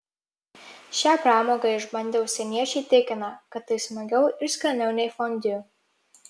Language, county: Lithuanian, Marijampolė